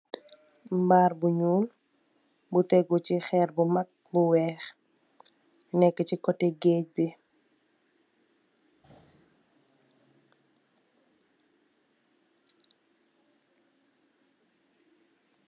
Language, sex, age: Wolof, female, 18-24